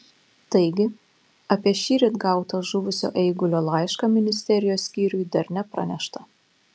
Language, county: Lithuanian, Panevėžys